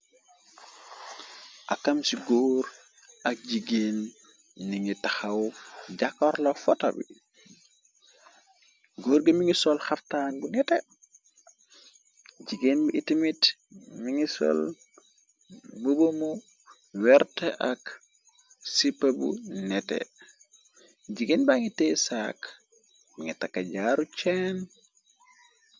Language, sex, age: Wolof, male, 25-35